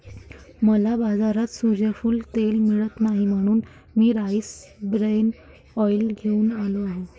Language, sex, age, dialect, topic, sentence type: Marathi, female, 18-24, Varhadi, agriculture, statement